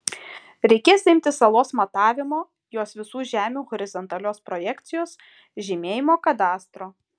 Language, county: Lithuanian, Šiauliai